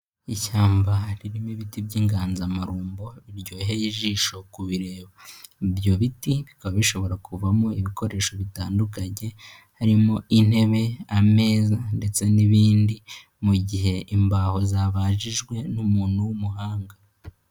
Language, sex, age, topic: Kinyarwanda, male, 18-24, agriculture